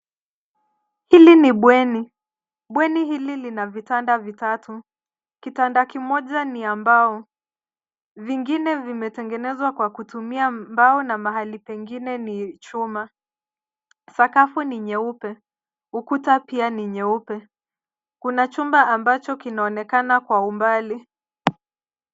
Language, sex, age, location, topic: Swahili, female, 25-35, Nairobi, education